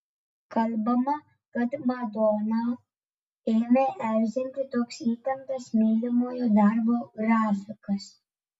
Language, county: Lithuanian, Vilnius